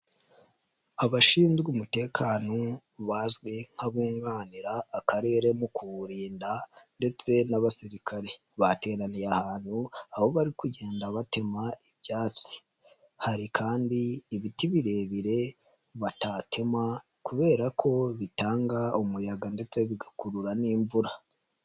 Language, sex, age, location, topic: Kinyarwanda, male, 25-35, Nyagatare, government